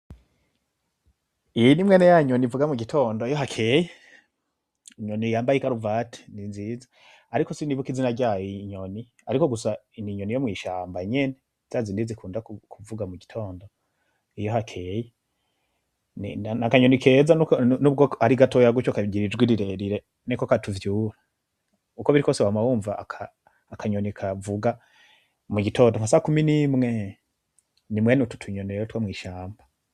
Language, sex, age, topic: Rundi, male, 25-35, agriculture